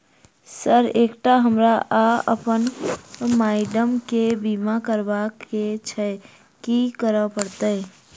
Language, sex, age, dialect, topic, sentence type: Maithili, female, 51-55, Southern/Standard, banking, question